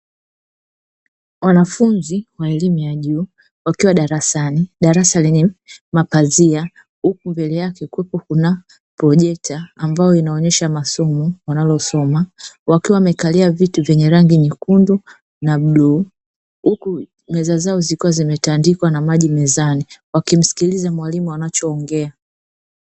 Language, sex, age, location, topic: Swahili, female, 36-49, Dar es Salaam, education